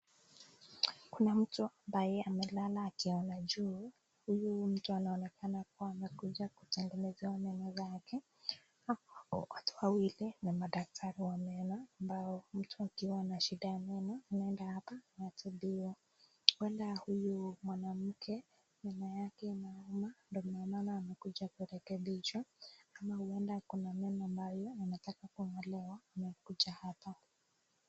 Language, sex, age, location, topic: Swahili, female, 18-24, Nakuru, health